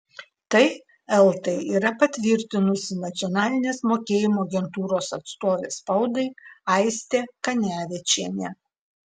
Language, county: Lithuanian, Klaipėda